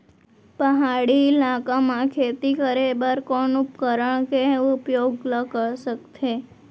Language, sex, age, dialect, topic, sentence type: Chhattisgarhi, female, 18-24, Central, agriculture, question